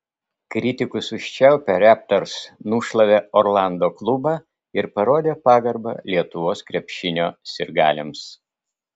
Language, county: Lithuanian, Vilnius